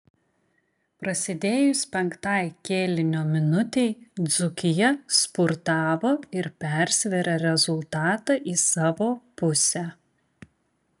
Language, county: Lithuanian, Klaipėda